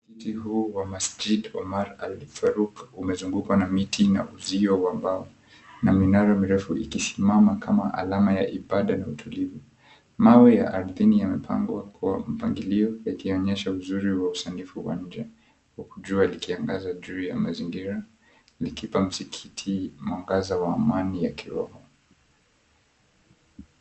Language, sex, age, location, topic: Swahili, male, 25-35, Mombasa, government